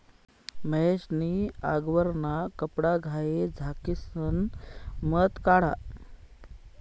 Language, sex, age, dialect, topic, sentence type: Marathi, male, 31-35, Northern Konkan, agriculture, statement